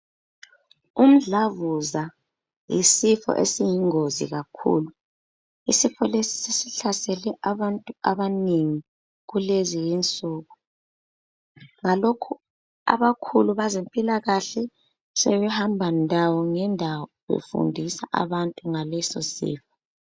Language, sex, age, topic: North Ndebele, female, 18-24, health